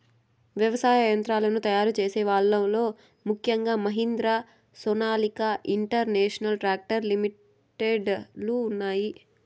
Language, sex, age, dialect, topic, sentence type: Telugu, female, 18-24, Southern, agriculture, statement